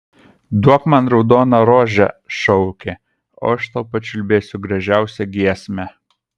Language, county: Lithuanian, Kaunas